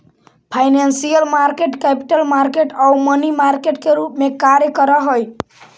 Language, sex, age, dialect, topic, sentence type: Magahi, male, 18-24, Central/Standard, banking, statement